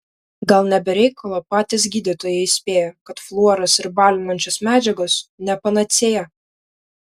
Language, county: Lithuanian, Vilnius